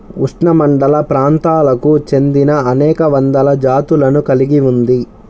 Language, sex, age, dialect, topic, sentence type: Telugu, male, 25-30, Central/Coastal, agriculture, statement